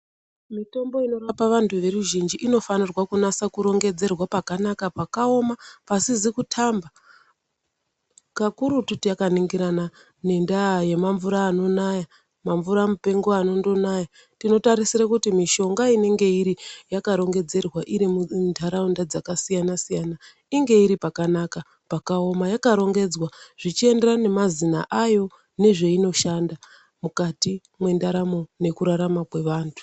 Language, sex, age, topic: Ndau, female, 36-49, health